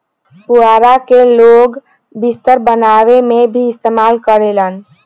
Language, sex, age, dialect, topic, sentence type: Bhojpuri, female, 18-24, Southern / Standard, agriculture, statement